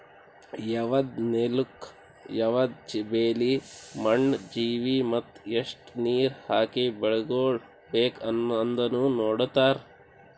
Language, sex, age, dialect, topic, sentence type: Kannada, male, 18-24, Northeastern, agriculture, statement